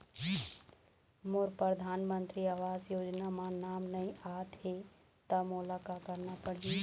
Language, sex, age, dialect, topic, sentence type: Chhattisgarhi, female, 31-35, Eastern, banking, question